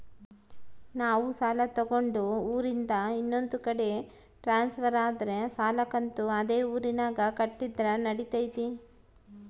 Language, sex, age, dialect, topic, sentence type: Kannada, female, 36-40, Central, banking, question